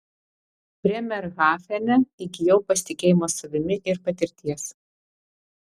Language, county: Lithuanian, Vilnius